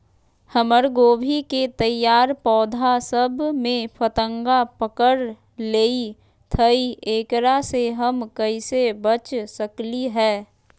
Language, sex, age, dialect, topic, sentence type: Magahi, female, 31-35, Western, agriculture, question